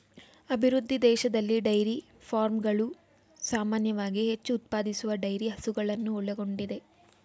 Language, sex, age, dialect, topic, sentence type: Kannada, female, 18-24, Mysore Kannada, agriculture, statement